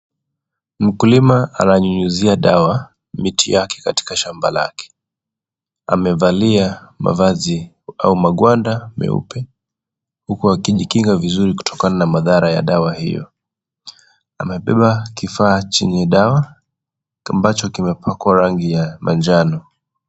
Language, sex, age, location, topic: Swahili, male, 25-35, Kisii, health